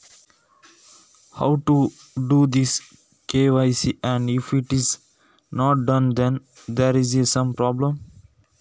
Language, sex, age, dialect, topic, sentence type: Kannada, male, 18-24, Coastal/Dakshin, banking, question